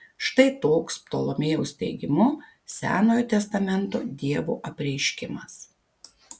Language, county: Lithuanian, Kaunas